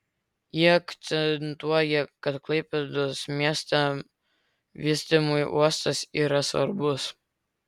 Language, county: Lithuanian, Vilnius